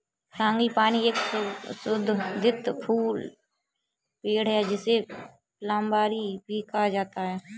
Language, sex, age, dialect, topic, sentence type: Hindi, female, 18-24, Kanauji Braj Bhasha, agriculture, statement